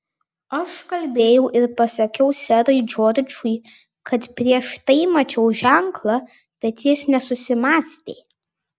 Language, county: Lithuanian, Vilnius